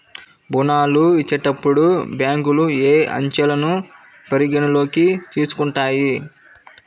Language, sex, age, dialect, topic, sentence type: Telugu, male, 18-24, Central/Coastal, banking, question